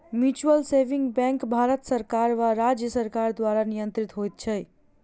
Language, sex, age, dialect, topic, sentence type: Maithili, female, 41-45, Southern/Standard, banking, statement